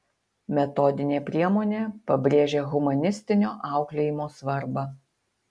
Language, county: Lithuanian, Utena